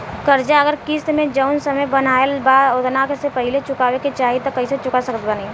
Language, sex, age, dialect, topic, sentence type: Bhojpuri, female, 18-24, Southern / Standard, banking, question